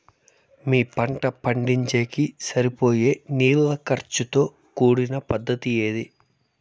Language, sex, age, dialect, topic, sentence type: Telugu, male, 31-35, Southern, agriculture, question